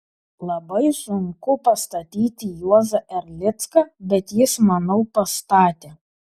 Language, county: Lithuanian, Vilnius